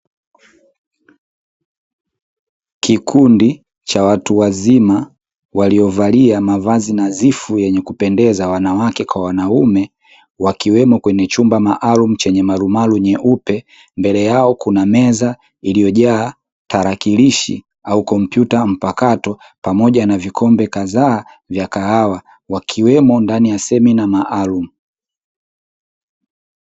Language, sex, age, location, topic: Swahili, male, 18-24, Dar es Salaam, education